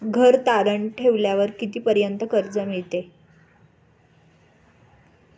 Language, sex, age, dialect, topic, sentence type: Marathi, female, 25-30, Standard Marathi, banking, question